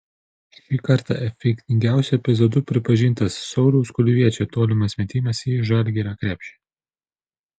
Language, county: Lithuanian, Panevėžys